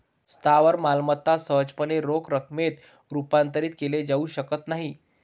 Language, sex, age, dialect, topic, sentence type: Marathi, male, 25-30, Varhadi, banking, statement